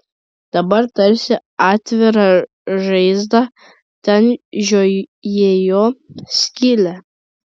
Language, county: Lithuanian, Šiauliai